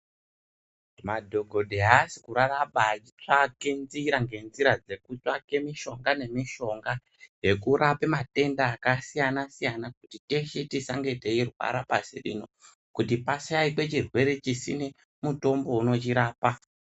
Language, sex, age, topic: Ndau, male, 18-24, health